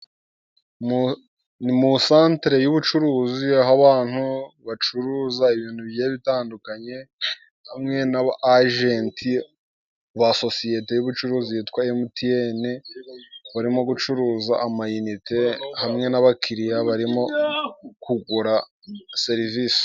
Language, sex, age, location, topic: Kinyarwanda, male, 18-24, Musanze, finance